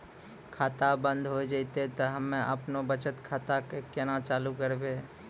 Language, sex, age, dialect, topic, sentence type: Maithili, male, 25-30, Angika, banking, question